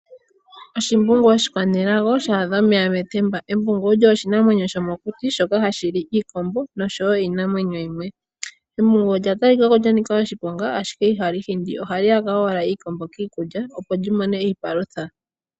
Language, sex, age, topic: Oshiwambo, female, 18-24, agriculture